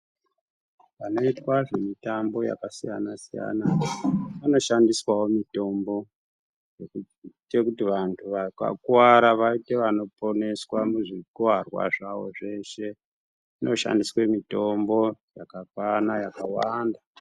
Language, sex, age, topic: Ndau, male, 50+, health